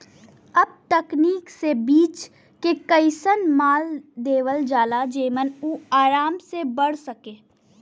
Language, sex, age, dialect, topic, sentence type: Bhojpuri, female, 18-24, Western, agriculture, statement